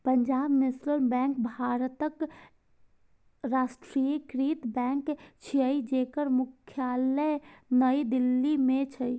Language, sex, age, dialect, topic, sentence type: Maithili, female, 18-24, Eastern / Thethi, banking, statement